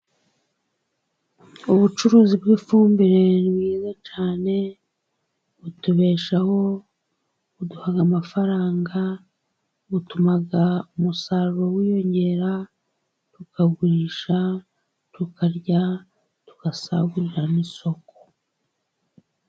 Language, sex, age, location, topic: Kinyarwanda, female, 36-49, Musanze, agriculture